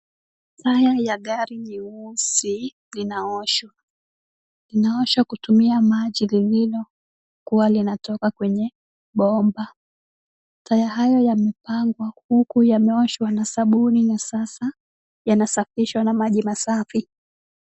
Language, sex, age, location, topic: Swahili, female, 18-24, Kisumu, finance